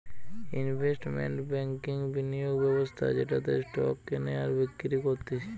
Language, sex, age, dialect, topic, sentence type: Bengali, male, 25-30, Western, banking, statement